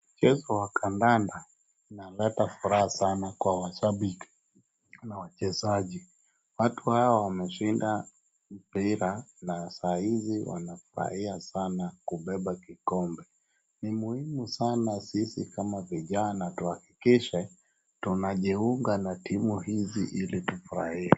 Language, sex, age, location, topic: Swahili, male, 36-49, Wajir, government